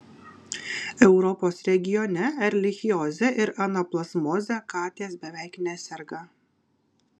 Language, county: Lithuanian, Kaunas